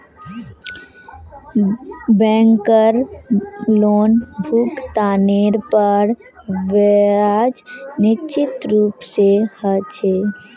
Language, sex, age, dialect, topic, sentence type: Magahi, female, 18-24, Northeastern/Surjapuri, banking, statement